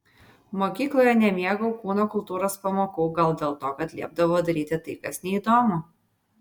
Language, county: Lithuanian, Vilnius